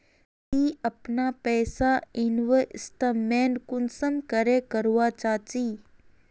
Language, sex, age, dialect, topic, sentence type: Magahi, female, 41-45, Northeastern/Surjapuri, banking, question